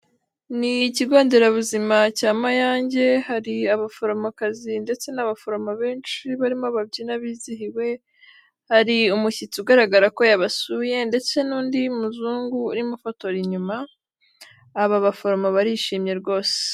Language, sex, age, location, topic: Kinyarwanda, female, 18-24, Kigali, health